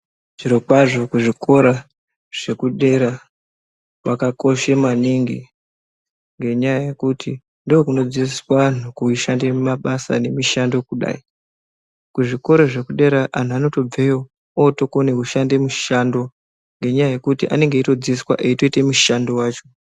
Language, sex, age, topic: Ndau, female, 36-49, education